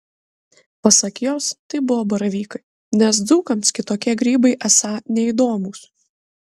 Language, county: Lithuanian, Kaunas